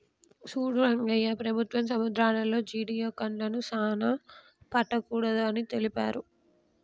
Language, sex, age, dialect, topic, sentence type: Telugu, female, 25-30, Telangana, agriculture, statement